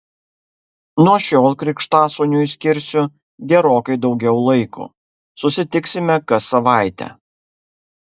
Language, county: Lithuanian, Kaunas